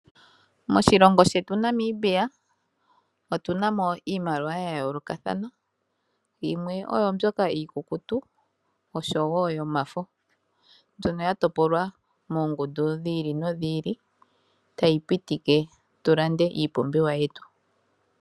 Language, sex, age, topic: Oshiwambo, female, 25-35, finance